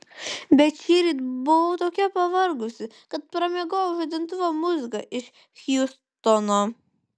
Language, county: Lithuanian, Vilnius